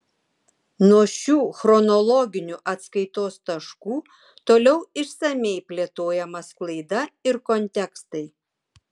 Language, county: Lithuanian, Vilnius